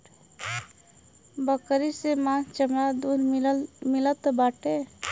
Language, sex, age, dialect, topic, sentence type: Bhojpuri, female, 31-35, Western, agriculture, statement